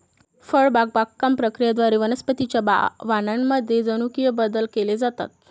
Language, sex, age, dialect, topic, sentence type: Marathi, female, 25-30, Varhadi, agriculture, statement